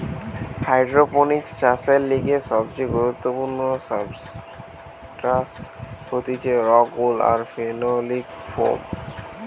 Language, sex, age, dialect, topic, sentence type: Bengali, male, 18-24, Western, agriculture, statement